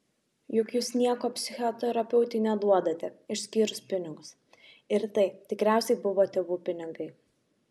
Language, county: Lithuanian, Šiauliai